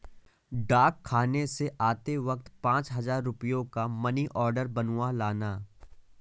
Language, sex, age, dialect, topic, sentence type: Hindi, male, 18-24, Awadhi Bundeli, banking, statement